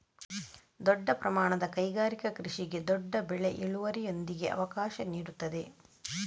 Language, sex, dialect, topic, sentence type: Kannada, female, Coastal/Dakshin, agriculture, statement